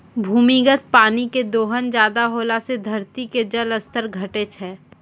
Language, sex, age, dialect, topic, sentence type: Maithili, female, 60-100, Angika, agriculture, statement